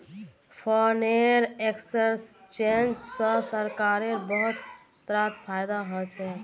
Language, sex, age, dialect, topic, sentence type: Magahi, female, 18-24, Northeastern/Surjapuri, banking, statement